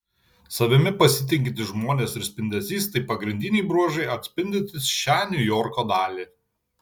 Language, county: Lithuanian, Panevėžys